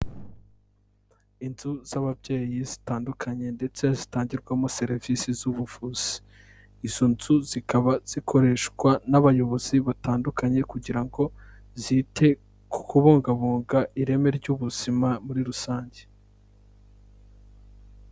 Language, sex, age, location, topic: Kinyarwanda, male, 25-35, Kigali, health